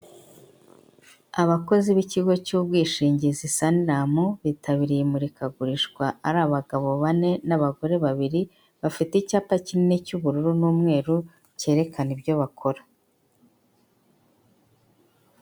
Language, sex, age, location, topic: Kinyarwanda, female, 50+, Kigali, finance